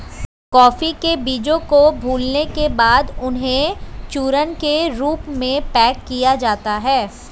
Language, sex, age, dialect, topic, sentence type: Hindi, female, 25-30, Hindustani Malvi Khadi Boli, agriculture, statement